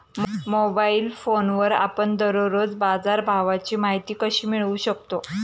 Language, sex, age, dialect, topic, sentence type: Marathi, female, 31-35, Standard Marathi, agriculture, question